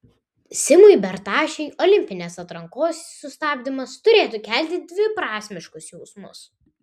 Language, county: Lithuanian, Vilnius